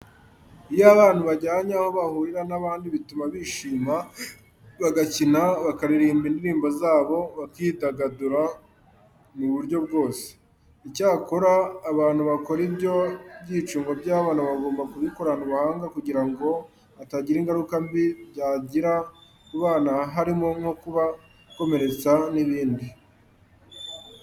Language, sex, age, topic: Kinyarwanda, male, 18-24, education